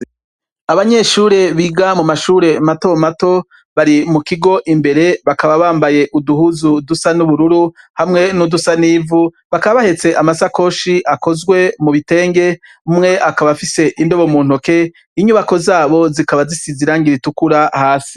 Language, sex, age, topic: Rundi, male, 36-49, education